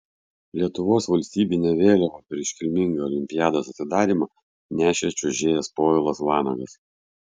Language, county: Lithuanian, Vilnius